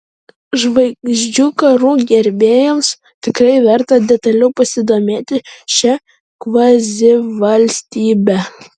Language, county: Lithuanian, Vilnius